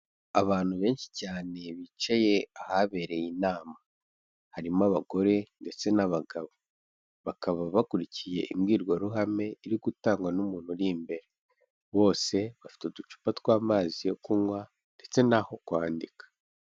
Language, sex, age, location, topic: Kinyarwanda, male, 18-24, Kigali, government